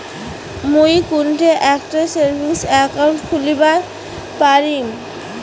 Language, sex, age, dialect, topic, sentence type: Bengali, female, 18-24, Rajbangshi, banking, statement